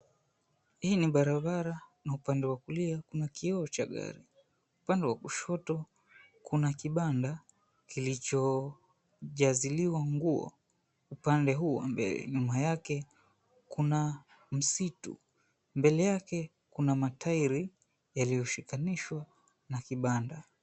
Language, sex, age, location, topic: Swahili, male, 25-35, Mombasa, government